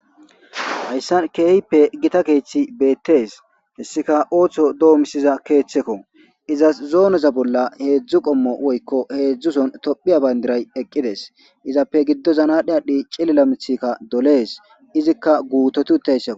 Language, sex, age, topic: Gamo, male, 25-35, government